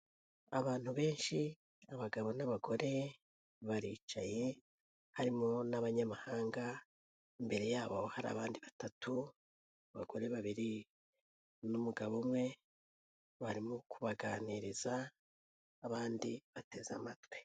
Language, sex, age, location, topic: Kinyarwanda, female, 18-24, Kigali, health